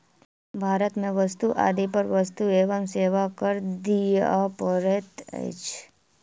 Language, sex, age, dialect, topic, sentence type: Maithili, male, 36-40, Southern/Standard, banking, statement